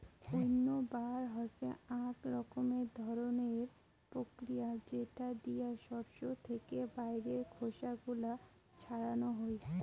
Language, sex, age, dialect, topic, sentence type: Bengali, female, 18-24, Rajbangshi, agriculture, statement